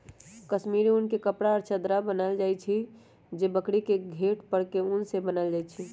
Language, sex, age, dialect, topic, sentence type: Magahi, female, 18-24, Western, agriculture, statement